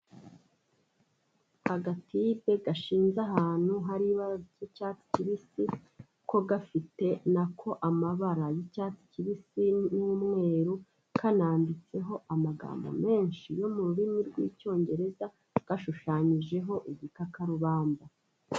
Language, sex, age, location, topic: Kinyarwanda, female, 36-49, Kigali, health